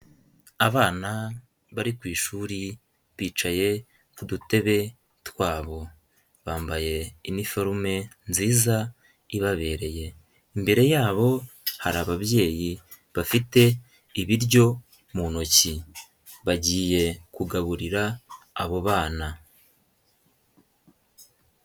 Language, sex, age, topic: Kinyarwanda, male, 18-24, health